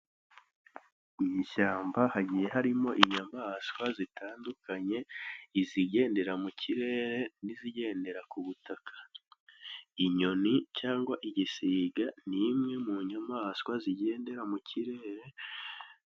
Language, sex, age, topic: Kinyarwanda, male, 18-24, agriculture